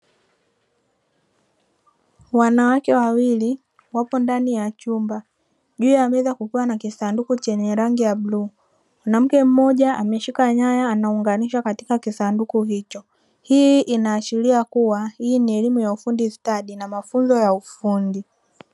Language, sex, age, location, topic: Swahili, female, 25-35, Dar es Salaam, education